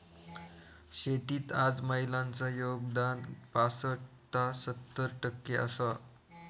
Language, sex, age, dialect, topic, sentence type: Marathi, male, 46-50, Southern Konkan, agriculture, statement